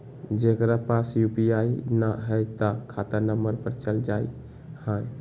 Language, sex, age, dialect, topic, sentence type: Magahi, male, 18-24, Western, banking, question